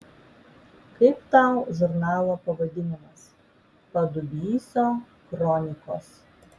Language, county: Lithuanian, Vilnius